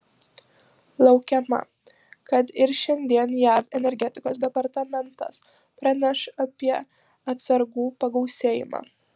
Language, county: Lithuanian, Panevėžys